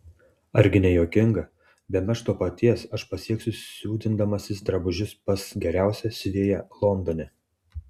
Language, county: Lithuanian, Tauragė